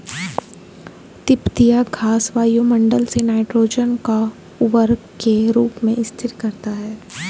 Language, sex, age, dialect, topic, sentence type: Hindi, female, 18-24, Hindustani Malvi Khadi Boli, agriculture, statement